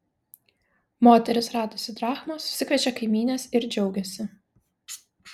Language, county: Lithuanian, Vilnius